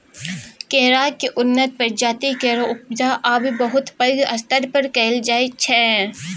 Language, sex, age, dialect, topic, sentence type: Maithili, female, 25-30, Bajjika, agriculture, statement